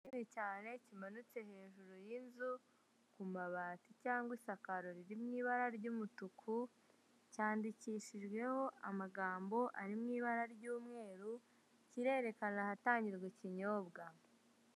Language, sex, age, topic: Kinyarwanda, male, 18-24, finance